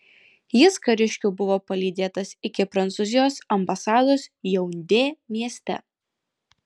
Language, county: Lithuanian, Alytus